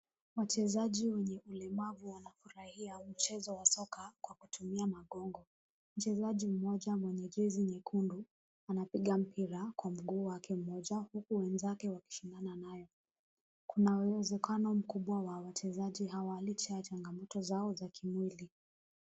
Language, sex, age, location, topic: Swahili, female, 18-24, Kisumu, education